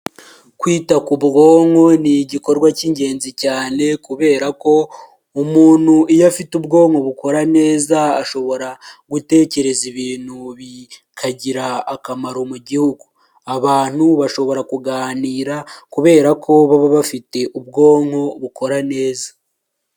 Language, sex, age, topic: Kinyarwanda, male, 18-24, health